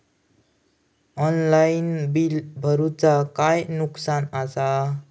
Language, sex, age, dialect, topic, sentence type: Marathi, male, 18-24, Southern Konkan, banking, question